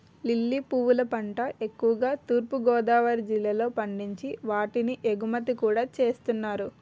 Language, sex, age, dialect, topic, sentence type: Telugu, female, 18-24, Utterandhra, agriculture, statement